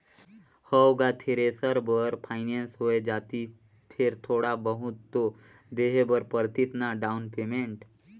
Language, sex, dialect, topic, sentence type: Chhattisgarhi, male, Northern/Bhandar, banking, statement